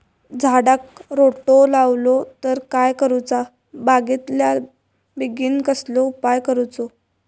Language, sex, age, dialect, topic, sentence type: Marathi, female, 25-30, Southern Konkan, agriculture, question